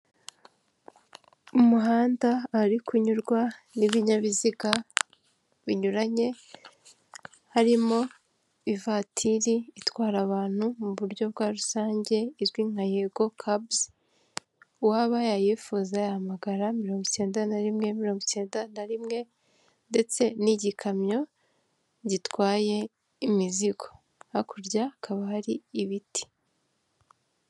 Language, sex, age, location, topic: Kinyarwanda, female, 18-24, Kigali, government